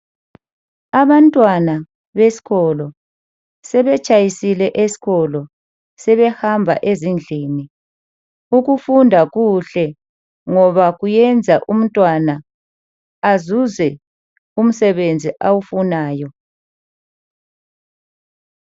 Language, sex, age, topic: North Ndebele, male, 50+, education